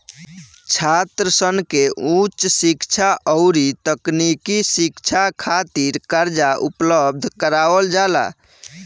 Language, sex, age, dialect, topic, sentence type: Bhojpuri, male, 18-24, Southern / Standard, banking, statement